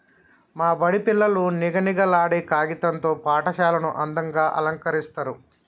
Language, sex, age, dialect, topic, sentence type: Telugu, male, 31-35, Telangana, agriculture, statement